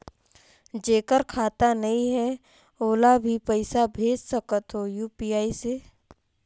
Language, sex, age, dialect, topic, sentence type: Chhattisgarhi, female, 46-50, Northern/Bhandar, banking, question